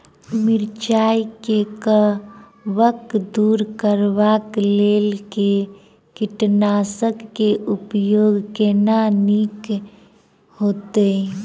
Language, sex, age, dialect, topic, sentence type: Maithili, female, 25-30, Southern/Standard, agriculture, question